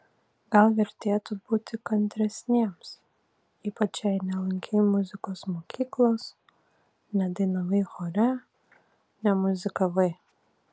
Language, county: Lithuanian, Vilnius